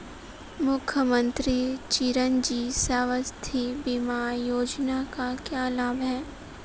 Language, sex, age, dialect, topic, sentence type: Hindi, female, 18-24, Marwari Dhudhari, banking, question